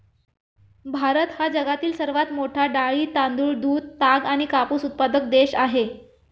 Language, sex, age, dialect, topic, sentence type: Marathi, female, 25-30, Standard Marathi, agriculture, statement